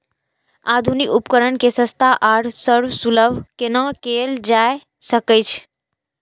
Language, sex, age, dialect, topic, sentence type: Maithili, female, 18-24, Eastern / Thethi, agriculture, question